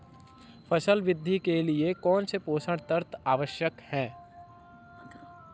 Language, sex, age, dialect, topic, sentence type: Hindi, female, 18-24, Marwari Dhudhari, agriculture, question